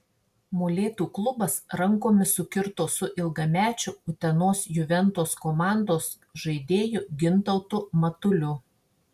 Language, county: Lithuanian, Marijampolė